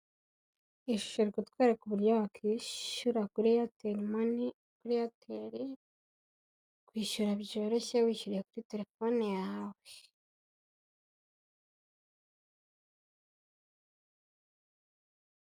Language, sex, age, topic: Kinyarwanda, female, 18-24, finance